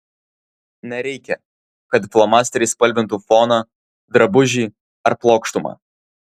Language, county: Lithuanian, Vilnius